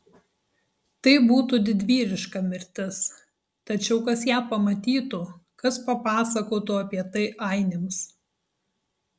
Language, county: Lithuanian, Tauragė